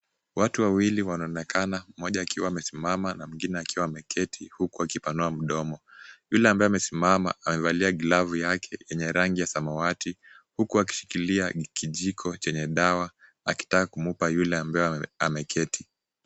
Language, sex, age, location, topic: Swahili, male, 18-24, Kisumu, health